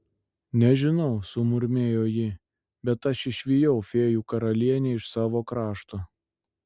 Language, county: Lithuanian, Šiauliai